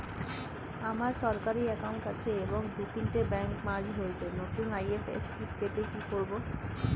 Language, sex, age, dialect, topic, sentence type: Bengali, female, 31-35, Standard Colloquial, banking, question